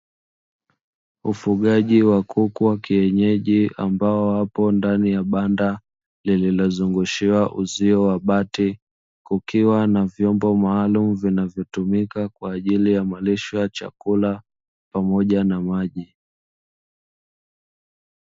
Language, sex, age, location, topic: Swahili, male, 25-35, Dar es Salaam, agriculture